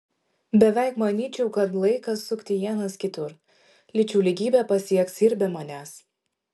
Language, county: Lithuanian, Šiauliai